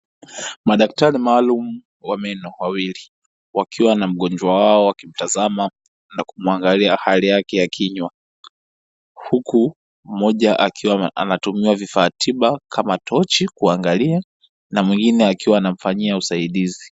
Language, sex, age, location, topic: Swahili, male, 18-24, Dar es Salaam, health